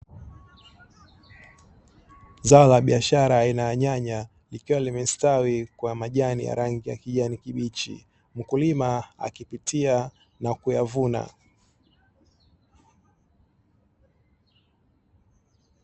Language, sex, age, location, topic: Swahili, male, 25-35, Dar es Salaam, agriculture